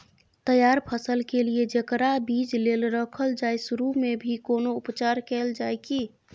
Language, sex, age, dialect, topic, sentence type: Maithili, female, 41-45, Bajjika, agriculture, question